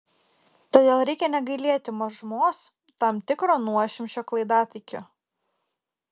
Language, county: Lithuanian, Kaunas